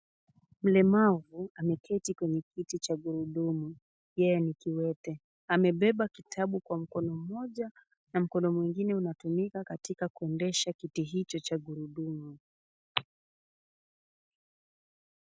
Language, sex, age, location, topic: Swahili, female, 18-24, Kisumu, education